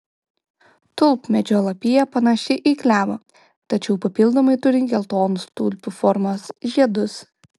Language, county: Lithuanian, Kaunas